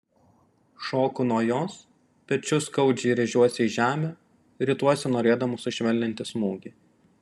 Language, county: Lithuanian, Panevėžys